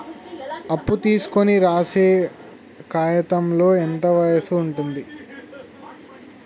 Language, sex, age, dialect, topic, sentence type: Telugu, male, 18-24, Telangana, banking, question